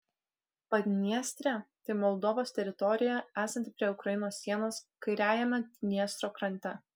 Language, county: Lithuanian, Kaunas